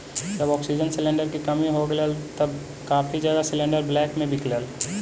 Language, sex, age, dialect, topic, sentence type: Magahi, female, 18-24, Central/Standard, agriculture, statement